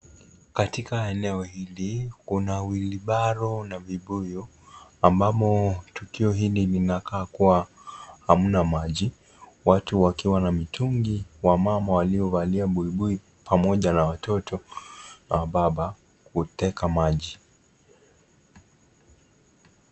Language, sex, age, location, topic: Swahili, male, 25-35, Kisii, health